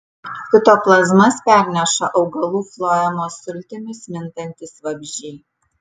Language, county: Lithuanian, Kaunas